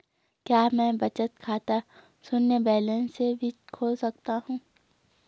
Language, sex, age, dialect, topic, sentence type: Hindi, female, 18-24, Garhwali, banking, question